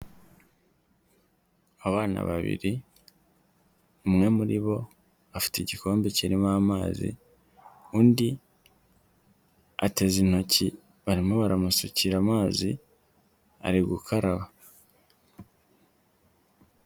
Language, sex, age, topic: Kinyarwanda, male, 25-35, health